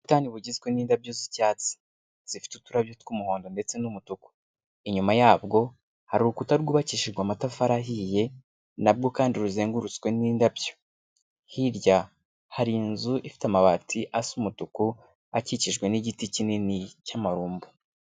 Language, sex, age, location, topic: Kinyarwanda, male, 25-35, Kigali, agriculture